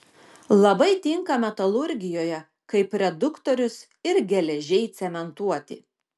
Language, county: Lithuanian, Klaipėda